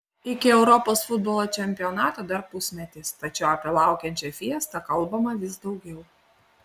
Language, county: Lithuanian, Panevėžys